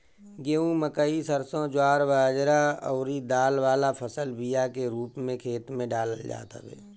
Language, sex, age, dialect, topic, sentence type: Bhojpuri, male, 36-40, Northern, agriculture, statement